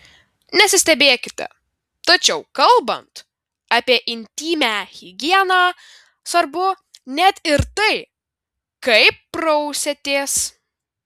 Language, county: Lithuanian, Vilnius